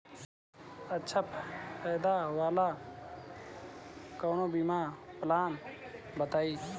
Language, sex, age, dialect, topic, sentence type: Bhojpuri, male, 25-30, Southern / Standard, banking, question